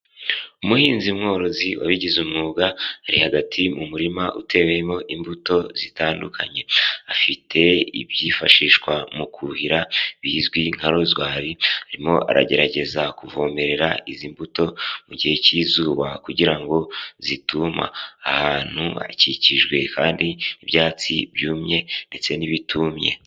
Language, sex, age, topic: Kinyarwanda, male, 18-24, agriculture